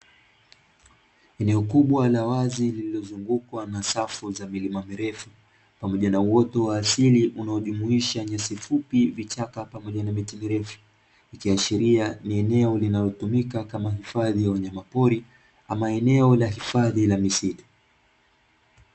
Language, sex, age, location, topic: Swahili, male, 25-35, Dar es Salaam, agriculture